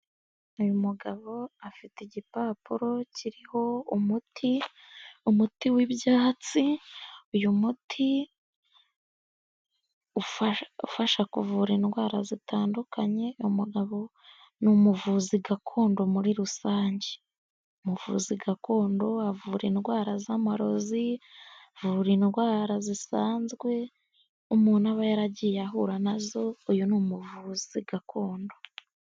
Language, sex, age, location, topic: Kinyarwanda, female, 18-24, Nyagatare, health